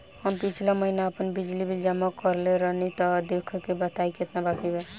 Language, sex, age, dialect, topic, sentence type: Bhojpuri, female, 18-24, Southern / Standard, banking, question